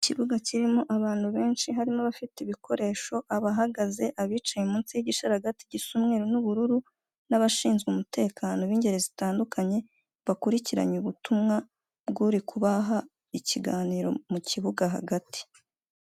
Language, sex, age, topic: Kinyarwanda, female, 25-35, government